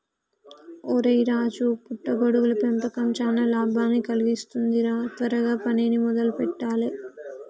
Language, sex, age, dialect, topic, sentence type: Telugu, female, 18-24, Telangana, agriculture, statement